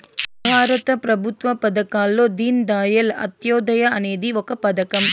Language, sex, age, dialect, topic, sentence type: Telugu, female, 18-24, Southern, banking, statement